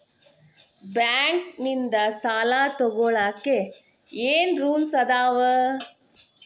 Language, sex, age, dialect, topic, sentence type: Kannada, female, 18-24, Dharwad Kannada, banking, question